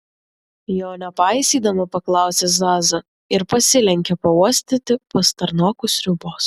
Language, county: Lithuanian, Vilnius